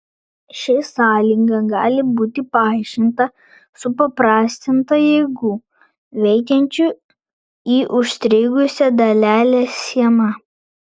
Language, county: Lithuanian, Vilnius